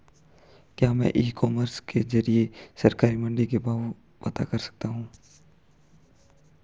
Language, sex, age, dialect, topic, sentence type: Hindi, male, 41-45, Marwari Dhudhari, agriculture, question